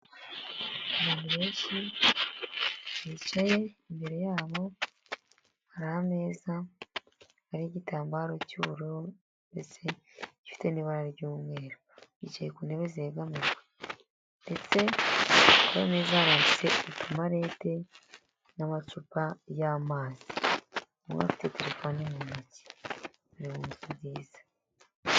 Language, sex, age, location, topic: Kinyarwanda, female, 18-24, Huye, health